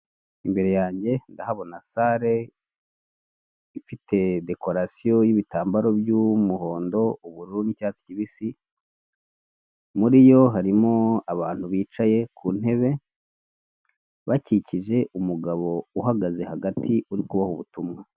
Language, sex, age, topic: Kinyarwanda, male, 25-35, government